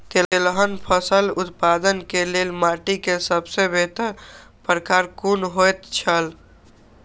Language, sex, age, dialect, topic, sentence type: Maithili, male, 18-24, Eastern / Thethi, agriculture, question